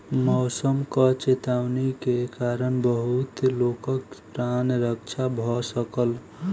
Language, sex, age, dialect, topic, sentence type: Maithili, female, 18-24, Southern/Standard, agriculture, statement